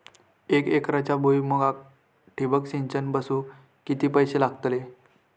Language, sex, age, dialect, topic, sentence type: Marathi, male, 18-24, Southern Konkan, agriculture, question